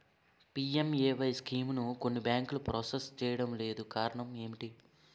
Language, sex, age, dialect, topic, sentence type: Telugu, male, 18-24, Utterandhra, banking, question